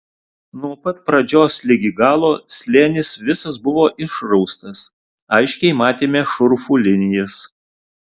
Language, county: Lithuanian, Alytus